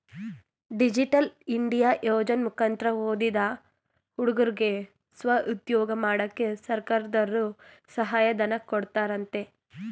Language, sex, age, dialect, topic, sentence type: Kannada, female, 18-24, Mysore Kannada, banking, statement